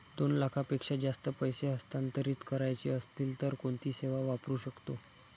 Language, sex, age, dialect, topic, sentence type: Marathi, male, 25-30, Standard Marathi, banking, question